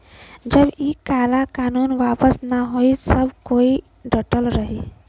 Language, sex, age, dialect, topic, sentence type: Bhojpuri, female, 25-30, Western, agriculture, statement